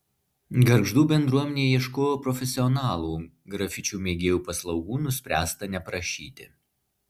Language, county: Lithuanian, Marijampolė